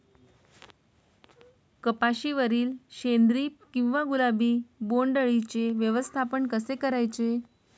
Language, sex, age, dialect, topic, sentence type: Marathi, female, 31-35, Standard Marathi, agriculture, question